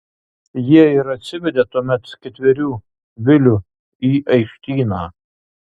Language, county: Lithuanian, Kaunas